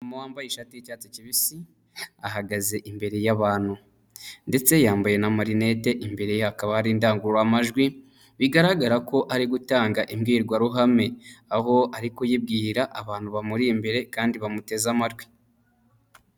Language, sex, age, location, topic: Kinyarwanda, male, 25-35, Huye, health